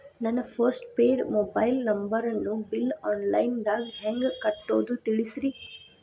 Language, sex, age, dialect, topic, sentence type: Kannada, female, 25-30, Dharwad Kannada, banking, question